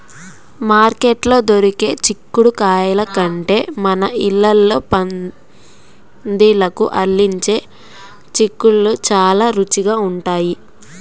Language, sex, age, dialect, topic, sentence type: Telugu, female, 18-24, Central/Coastal, agriculture, statement